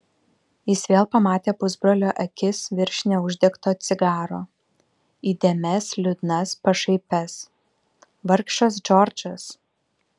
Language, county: Lithuanian, Vilnius